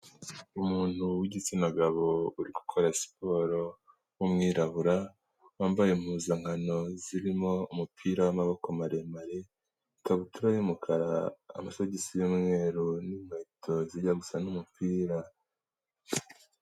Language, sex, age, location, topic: Kinyarwanda, male, 18-24, Kigali, health